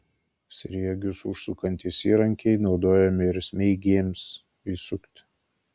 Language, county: Lithuanian, Kaunas